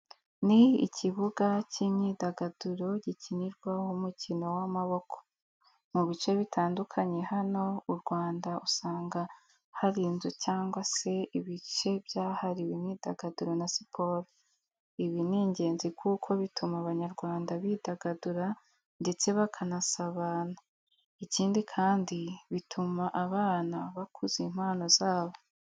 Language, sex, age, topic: Kinyarwanda, female, 18-24, education